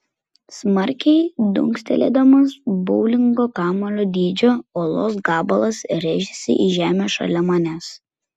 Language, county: Lithuanian, Klaipėda